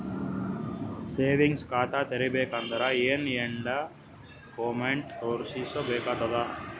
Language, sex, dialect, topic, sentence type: Kannada, male, Northeastern, banking, question